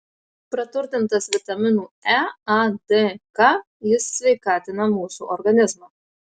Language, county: Lithuanian, Marijampolė